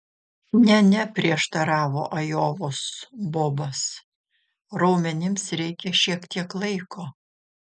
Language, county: Lithuanian, Šiauliai